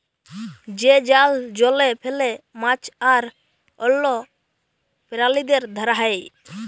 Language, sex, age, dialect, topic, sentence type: Bengali, male, 18-24, Jharkhandi, agriculture, statement